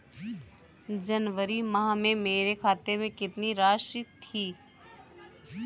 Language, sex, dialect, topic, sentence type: Hindi, female, Kanauji Braj Bhasha, banking, question